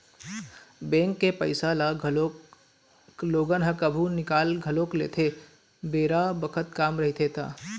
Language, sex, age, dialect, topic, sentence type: Chhattisgarhi, male, 18-24, Eastern, banking, statement